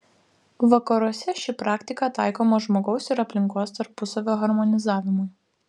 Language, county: Lithuanian, Vilnius